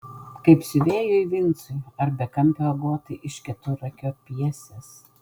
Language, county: Lithuanian, Vilnius